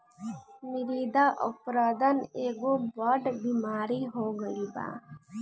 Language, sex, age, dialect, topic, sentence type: Bhojpuri, female, 18-24, Southern / Standard, agriculture, statement